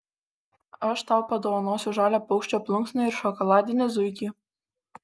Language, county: Lithuanian, Kaunas